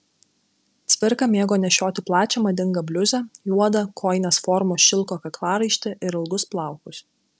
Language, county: Lithuanian, Klaipėda